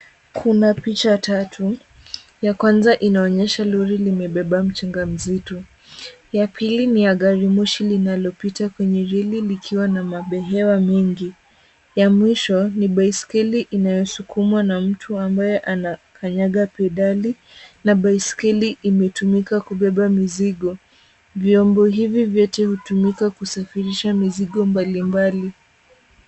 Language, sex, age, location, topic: Swahili, female, 18-24, Kisumu, education